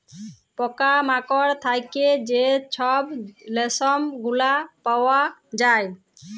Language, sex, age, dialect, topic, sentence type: Bengali, female, 31-35, Jharkhandi, agriculture, statement